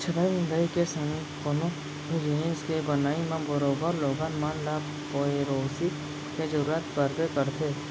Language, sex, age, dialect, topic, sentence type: Chhattisgarhi, male, 41-45, Central, agriculture, statement